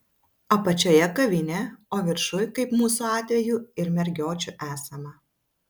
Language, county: Lithuanian, Vilnius